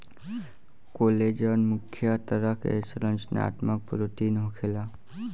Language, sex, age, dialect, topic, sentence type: Bhojpuri, male, <18, Southern / Standard, agriculture, statement